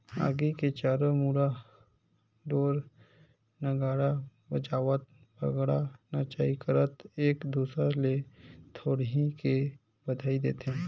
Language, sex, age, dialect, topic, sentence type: Chhattisgarhi, male, 18-24, Northern/Bhandar, agriculture, statement